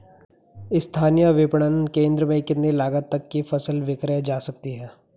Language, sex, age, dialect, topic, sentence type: Hindi, male, 18-24, Garhwali, agriculture, question